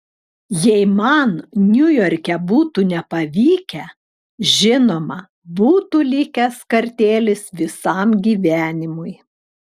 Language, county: Lithuanian, Klaipėda